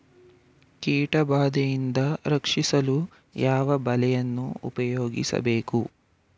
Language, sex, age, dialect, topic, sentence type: Kannada, male, 18-24, Mysore Kannada, agriculture, question